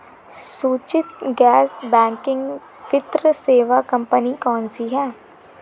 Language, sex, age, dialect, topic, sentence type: Hindi, female, 18-24, Marwari Dhudhari, banking, question